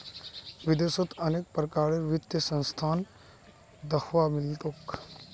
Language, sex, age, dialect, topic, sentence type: Magahi, male, 25-30, Northeastern/Surjapuri, banking, statement